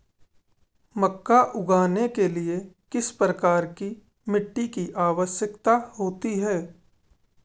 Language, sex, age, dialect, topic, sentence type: Hindi, male, 18-24, Marwari Dhudhari, agriculture, question